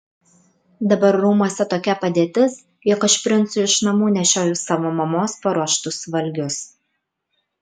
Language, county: Lithuanian, Kaunas